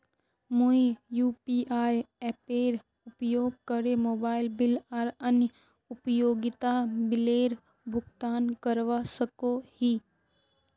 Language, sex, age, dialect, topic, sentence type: Magahi, female, 36-40, Northeastern/Surjapuri, banking, statement